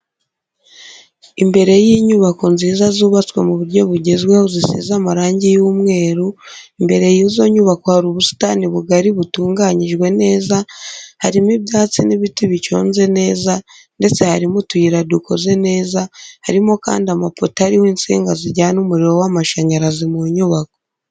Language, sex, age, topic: Kinyarwanda, female, 25-35, education